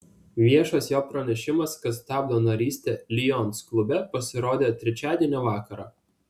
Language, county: Lithuanian, Vilnius